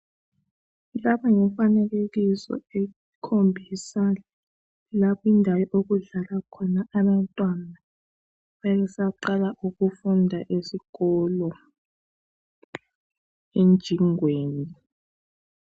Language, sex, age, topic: North Ndebele, male, 36-49, education